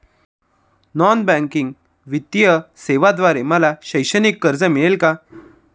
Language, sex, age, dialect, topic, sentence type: Marathi, male, 25-30, Standard Marathi, banking, question